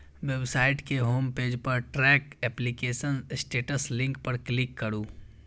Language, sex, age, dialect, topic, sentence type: Maithili, female, 31-35, Eastern / Thethi, banking, statement